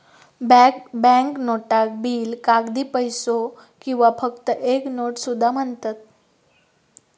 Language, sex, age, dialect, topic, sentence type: Marathi, female, 18-24, Southern Konkan, banking, statement